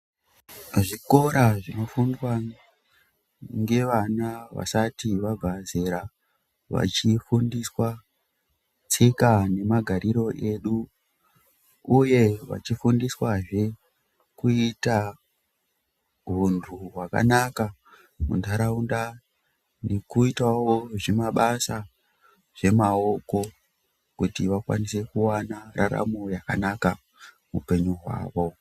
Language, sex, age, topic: Ndau, female, 18-24, education